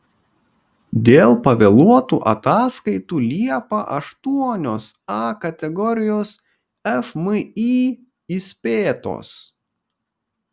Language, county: Lithuanian, Kaunas